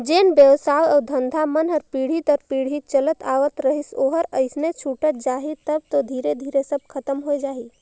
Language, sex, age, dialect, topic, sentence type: Chhattisgarhi, female, 18-24, Northern/Bhandar, banking, statement